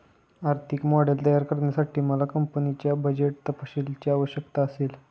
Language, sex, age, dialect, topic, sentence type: Marathi, male, 18-24, Standard Marathi, banking, statement